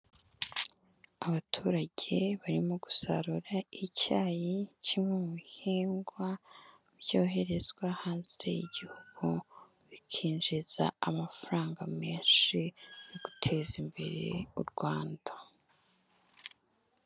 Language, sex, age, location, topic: Kinyarwanda, female, 18-24, Nyagatare, agriculture